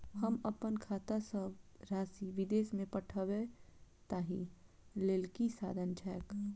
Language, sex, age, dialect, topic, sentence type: Maithili, female, 25-30, Southern/Standard, banking, question